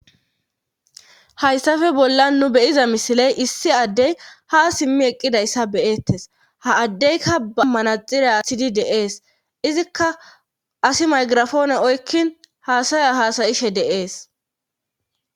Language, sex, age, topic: Gamo, female, 25-35, government